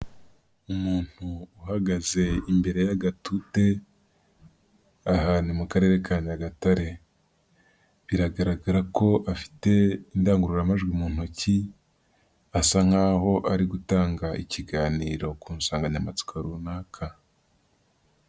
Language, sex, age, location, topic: Kinyarwanda, female, 50+, Nyagatare, government